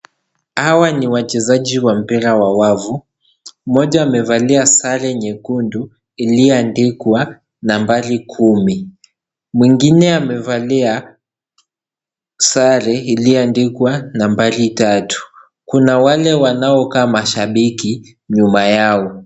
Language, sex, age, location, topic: Swahili, male, 18-24, Kisii, government